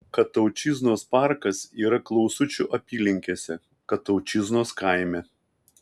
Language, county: Lithuanian, Kaunas